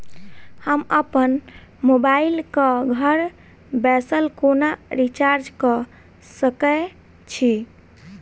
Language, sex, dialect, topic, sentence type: Maithili, female, Southern/Standard, banking, question